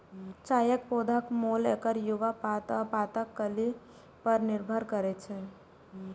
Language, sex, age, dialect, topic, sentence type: Maithili, female, 18-24, Eastern / Thethi, agriculture, statement